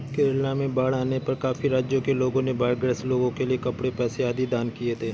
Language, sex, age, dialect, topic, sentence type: Hindi, male, 31-35, Awadhi Bundeli, banking, statement